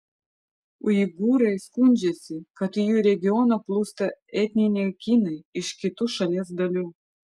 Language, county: Lithuanian, Vilnius